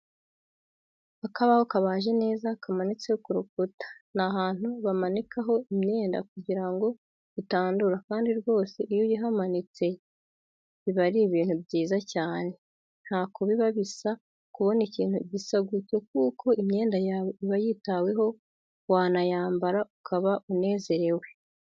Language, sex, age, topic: Kinyarwanda, female, 18-24, education